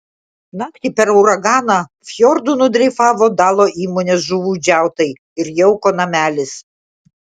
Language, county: Lithuanian, Klaipėda